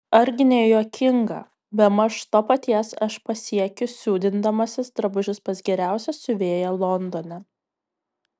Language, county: Lithuanian, Kaunas